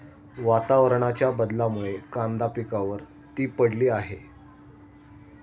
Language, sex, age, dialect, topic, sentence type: Marathi, male, 18-24, Standard Marathi, agriculture, question